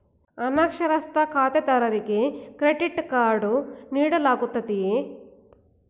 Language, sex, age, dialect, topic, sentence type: Kannada, female, 41-45, Mysore Kannada, banking, question